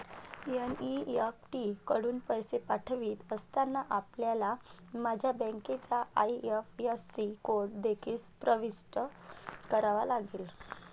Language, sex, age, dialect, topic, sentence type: Marathi, female, 31-35, Varhadi, banking, statement